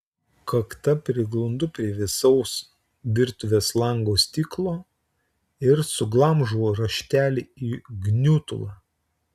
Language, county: Lithuanian, Utena